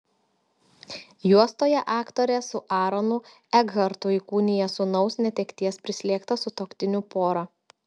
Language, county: Lithuanian, Telšiai